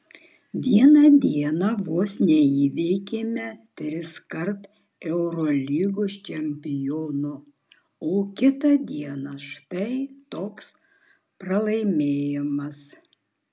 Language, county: Lithuanian, Vilnius